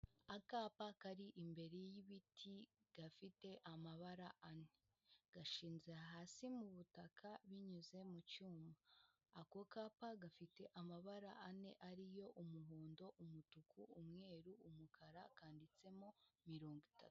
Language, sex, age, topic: Kinyarwanda, female, 18-24, government